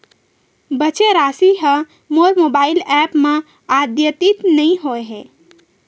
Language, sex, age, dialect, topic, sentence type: Chhattisgarhi, female, 18-24, Western/Budati/Khatahi, banking, statement